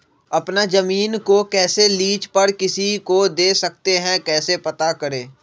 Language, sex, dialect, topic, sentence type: Magahi, male, Western, agriculture, question